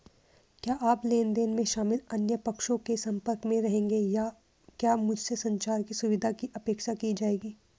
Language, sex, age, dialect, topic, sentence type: Hindi, female, 18-24, Hindustani Malvi Khadi Boli, banking, question